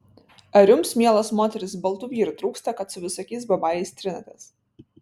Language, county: Lithuanian, Vilnius